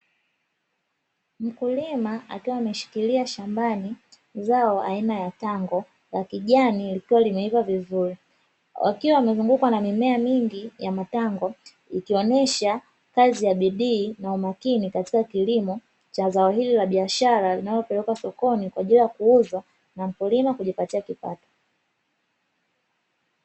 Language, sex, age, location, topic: Swahili, female, 25-35, Dar es Salaam, agriculture